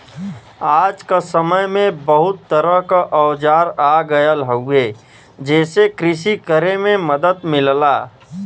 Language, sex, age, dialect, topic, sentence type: Bhojpuri, male, 25-30, Western, agriculture, statement